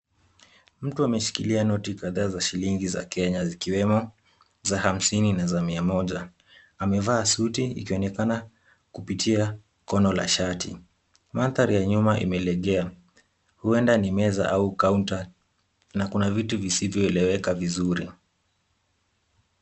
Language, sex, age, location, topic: Swahili, male, 18-24, Kisumu, finance